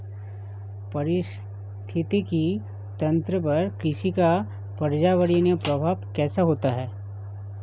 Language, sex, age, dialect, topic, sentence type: Hindi, male, 36-40, Awadhi Bundeli, agriculture, statement